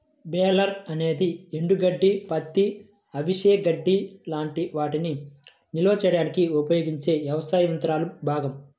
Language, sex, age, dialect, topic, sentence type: Telugu, female, 25-30, Central/Coastal, agriculture, statement